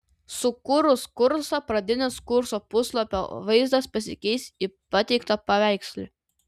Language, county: Lithuanian, Vilnius